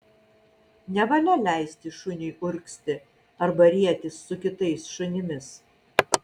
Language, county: Lithuanian, Vilnius